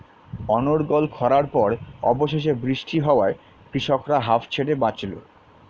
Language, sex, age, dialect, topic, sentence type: Bengali, male, 31-35, Standard Colloquial, agriculture, question